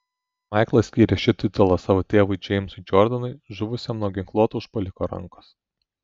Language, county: Lithuanian, Telšiai